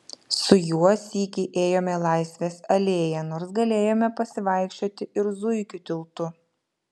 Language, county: Lithuanian, Vilnius